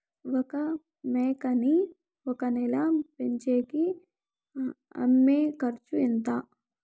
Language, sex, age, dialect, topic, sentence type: Telugu, female, 18-24, Southern, agriculture, question